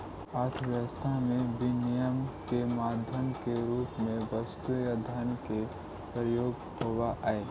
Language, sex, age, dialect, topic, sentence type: Magahi, male, 31-35, Central/Standard, banking, statement